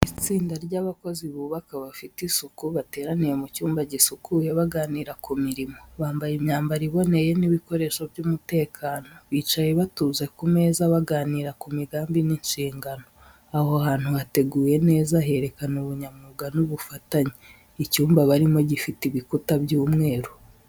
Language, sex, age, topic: Kinyarwanda, female, 18-24, education